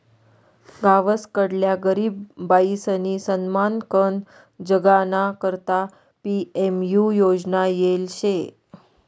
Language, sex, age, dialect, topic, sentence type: Marathi, female, 31-35, Northern Konkan, agriculture, statement